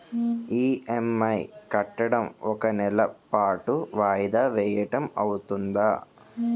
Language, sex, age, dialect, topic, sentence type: Telugu, male, 18-24, Utterandhra, banking, question